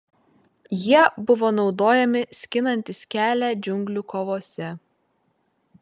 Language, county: Lithuanian, Vilnius